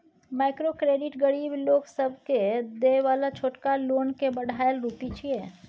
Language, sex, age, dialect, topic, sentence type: Maithili, female, 25-30, Bajjika, banking, statement